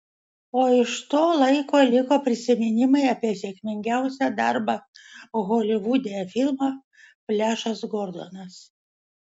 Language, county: Lithuanian, Vilnius